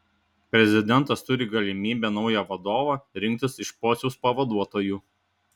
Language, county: Lithuanian, Šiauliai